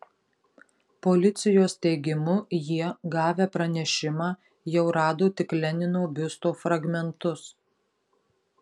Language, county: Lithuanian, Marijampolė